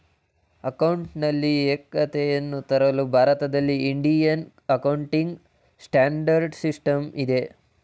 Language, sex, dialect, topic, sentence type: Kannada, male, Mysore Kannada, banking, statement